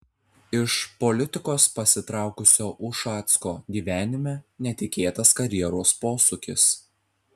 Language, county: Lithuanian, Telšiai